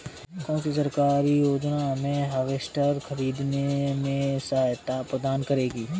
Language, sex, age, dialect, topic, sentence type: Hindi, male, 25-30, Awadhi Bundeli, agriculture, question